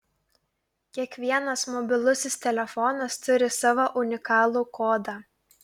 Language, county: Lithuanian, Klaipėda